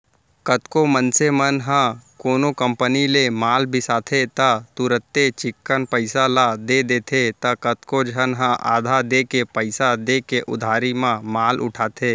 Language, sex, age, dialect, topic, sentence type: Chhattisgarhi, male, 18-24, Central, banking, statement